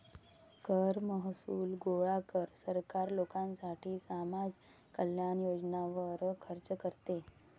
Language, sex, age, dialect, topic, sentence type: Marathi, female, 60-100, Varhadi, banking, statement